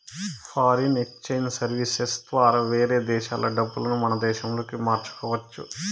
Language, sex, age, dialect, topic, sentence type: Telugu, male, 31-35, Southern, banking, statement